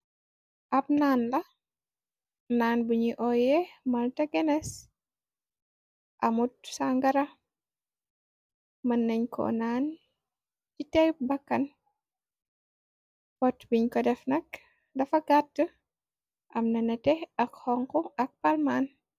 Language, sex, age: Wolof, female, 18-24